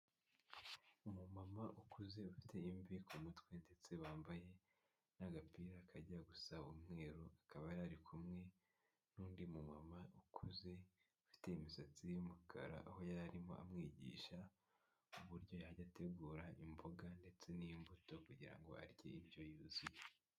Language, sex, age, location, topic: Kinyarwanda, male, 18-24, Kigali, health